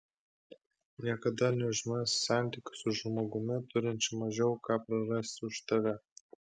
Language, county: Lithuanian, Klaipėda